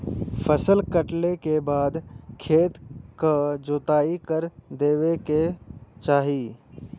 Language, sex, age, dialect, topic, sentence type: Bhojpuri, male, 18-24, Western, agriculture, statement